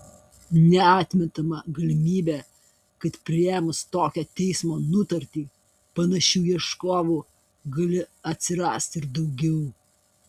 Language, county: Lithuanian, Kaunas